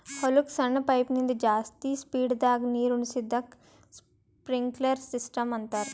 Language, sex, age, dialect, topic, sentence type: Kannada, female, 18-24, Northeastern, agriculture, statement